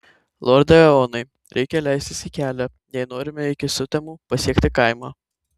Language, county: Lithuanian, Tauragė